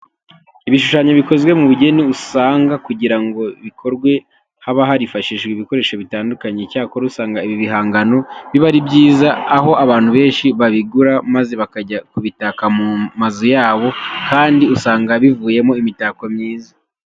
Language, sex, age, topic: Kinyarwanda, male, 25-35, education